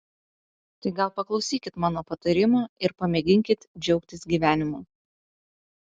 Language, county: Lithuanian, Utena